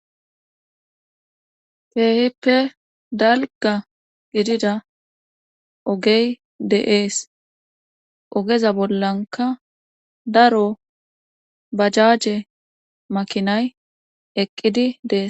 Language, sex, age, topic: Gamo, female, 36-49, government